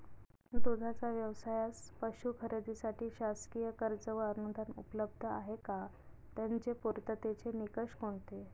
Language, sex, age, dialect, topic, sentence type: Marathi, female, 31-35, Northern Konkan, agriculture, question